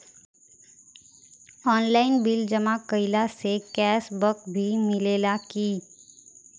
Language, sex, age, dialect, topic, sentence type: Bhojpuri, female, 18-24, Southern / Standard, banking, question